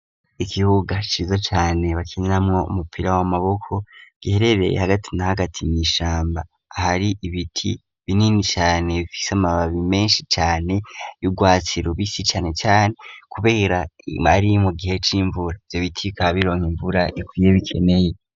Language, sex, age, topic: Rundi, female, 18-24, education